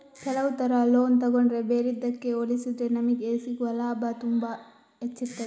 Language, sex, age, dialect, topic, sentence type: Kannada, female, 18-24, Coastal/Dakshin, banking, statement